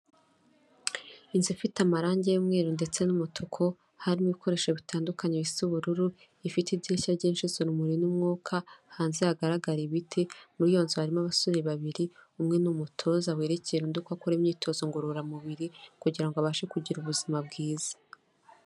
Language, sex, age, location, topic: Kinyarwanda, female, 25-35, Kigali, health